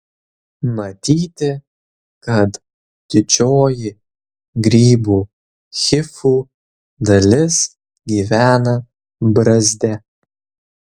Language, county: Lithuanian, Kaunas